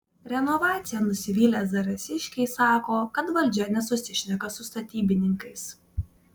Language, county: Lithuanian, Vilnius